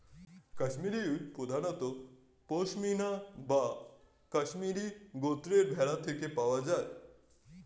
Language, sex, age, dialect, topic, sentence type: Bengali, male, 31-35, Standard Colloquial, agriculture, statement